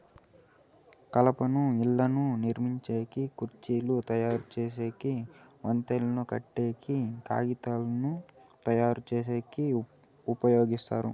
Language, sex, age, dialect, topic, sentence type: Telugu, male, 18-24, Southern, agriculture, statement